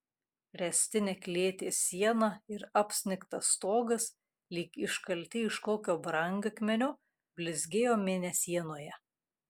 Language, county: Lithuanian, Kaunas